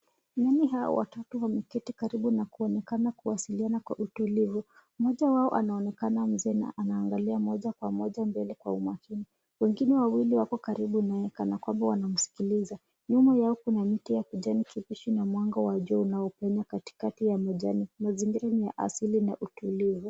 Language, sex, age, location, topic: Swahili, female, 25-35, Nairobi, government